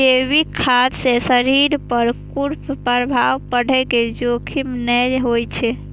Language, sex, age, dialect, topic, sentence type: Maithili, female, 18-24, Eastern / Thethi, agriculture, statement